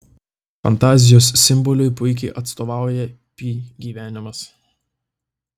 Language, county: Lithuanian, Tauragė